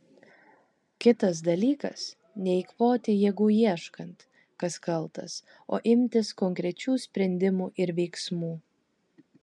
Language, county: Lithuanian, Kaunas